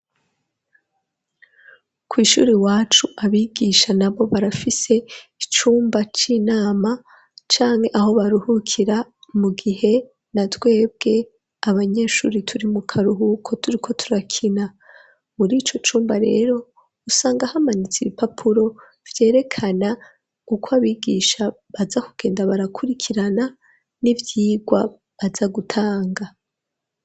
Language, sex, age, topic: Rundi, female, 25-35, education